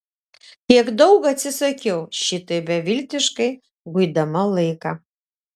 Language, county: Lithuanian, Šiauliai